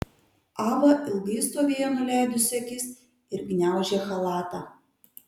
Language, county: Lithuanian, Kaunas